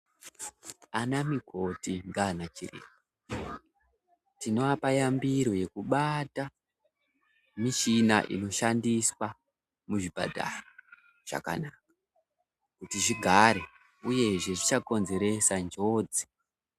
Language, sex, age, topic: Ndau, male, 18-24, health